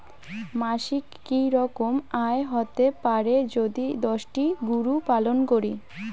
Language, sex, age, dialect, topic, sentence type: Bengali, female, <18, Rajbangshi, agriculture, question